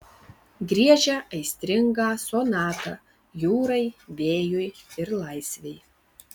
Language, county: Lithuanian, Vilnius